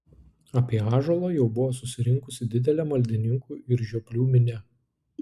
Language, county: Lithuanian, Klaipėda